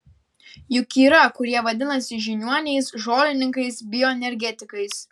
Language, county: Lithuanian, Kaunas